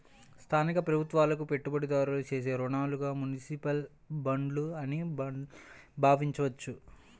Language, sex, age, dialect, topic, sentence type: Telugu, male, 18-24, Central/Coastal, banking, statement